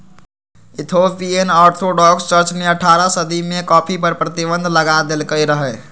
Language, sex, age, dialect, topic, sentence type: Magahi, male, 51-55, Western, agriculture, statement